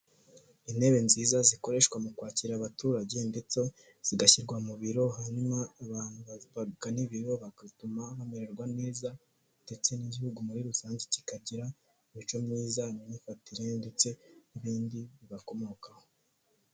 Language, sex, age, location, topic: Kinyarwanda, male, 18-24, Kigali, finance